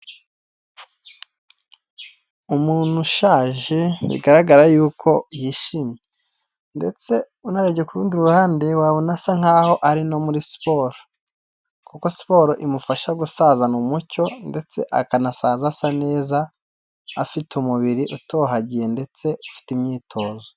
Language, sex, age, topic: Kinyarwanda, male, 18-24, health